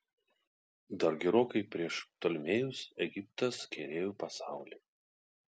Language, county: Lithuanian, Kaunas